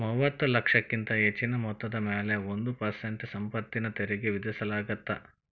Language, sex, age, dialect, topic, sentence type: Kannada, male, 41-45, Dharwad Kannada, banking, statement